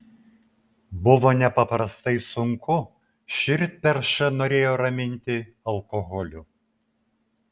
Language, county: Lithuanian, Vilnius